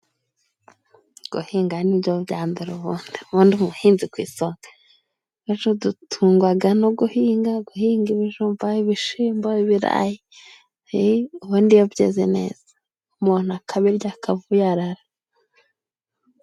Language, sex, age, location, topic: Kinyarwanda, female, 25-35, Musanze, agriculture